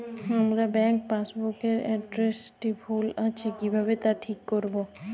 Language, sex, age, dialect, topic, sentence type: Bengali, female, 18-24, Jharkhandi, banking, question